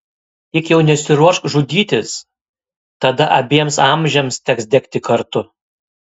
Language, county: Lithuanian, Kaunas